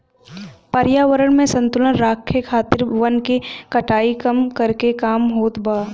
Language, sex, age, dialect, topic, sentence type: Bhojpuri, female, 18-24, Western, agriculture, statement